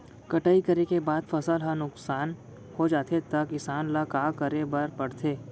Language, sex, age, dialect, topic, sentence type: Chhattisgarhi, female, 18-24, Central, agriculture, question